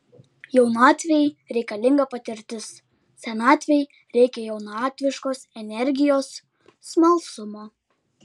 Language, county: Lithuanian, Klaipėda